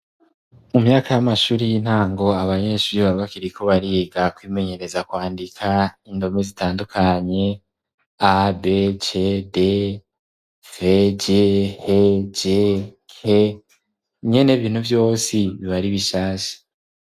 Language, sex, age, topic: Rundi, male, 18-24, education